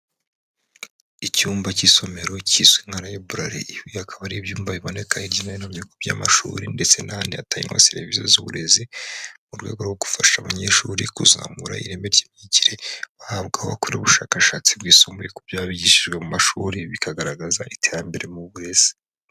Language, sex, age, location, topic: Kinyarwanda, male, 25-35, Huye, education